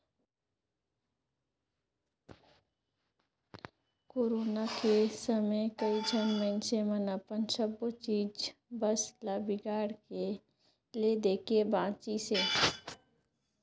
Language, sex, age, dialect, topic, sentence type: Chhattisgarhi, male, 56-60, Northern/Bhandar, banking, statement